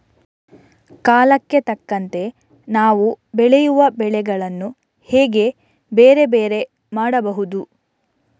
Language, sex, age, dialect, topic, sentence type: Kannada, female, 56-60, Coastal/Dakshin, agriculture, question